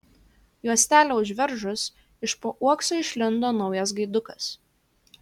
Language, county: Lithuanian, Kaunas